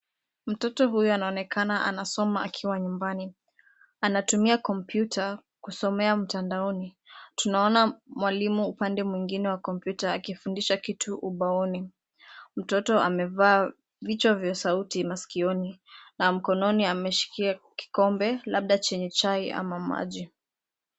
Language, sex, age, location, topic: Swahili, female, 18-24, Nairobi, education